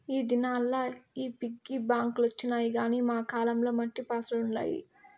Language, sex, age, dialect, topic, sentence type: Telugu, female, 18-24, Southern, banking, statement